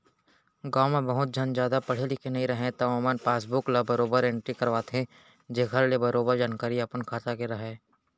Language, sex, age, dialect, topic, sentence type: Chhattisgarhi, male, 18-24, Central, banking, statement